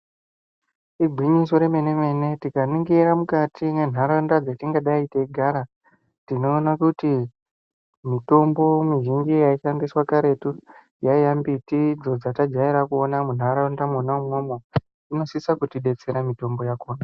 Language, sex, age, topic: Ndau, male, 18-24, health